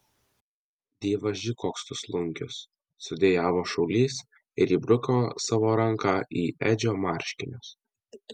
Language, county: Lithuanian, Alytus